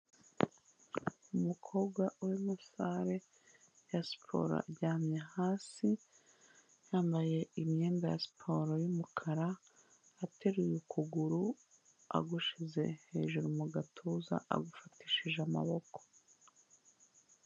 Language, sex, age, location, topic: Kinyarwanda, female, 25-35, Kigali, health